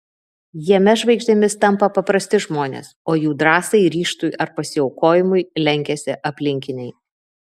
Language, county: Lithuanian, Vilnius